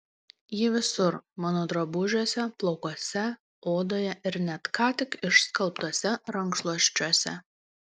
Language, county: Lithuanian, Panevėžys